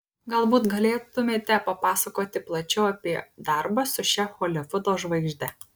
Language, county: Lithuanian, Kaunas